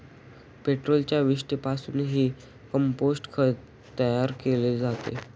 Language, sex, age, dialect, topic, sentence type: Marathi, male, 18-24, Standard Marathi, agriculture, statement